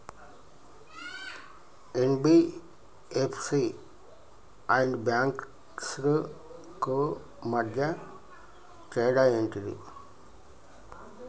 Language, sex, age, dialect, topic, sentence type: Telugu, male, 51-55, Telangana, banking, question